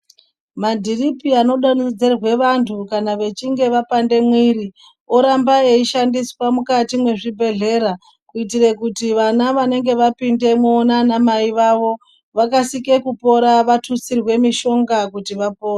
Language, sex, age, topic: Ndau, female, 36-49, health